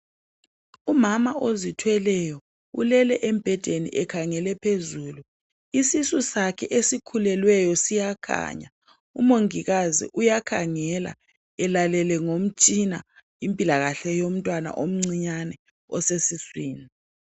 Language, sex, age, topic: North Ndebele, male, 36-49, health